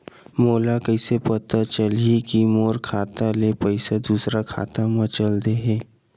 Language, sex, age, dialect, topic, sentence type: Chhattisgarhi, male, 46-50, Western/Budati/Khatahi, banking, question